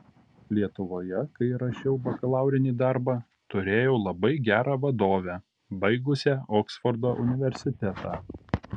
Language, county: Lithuanian, Panevėžys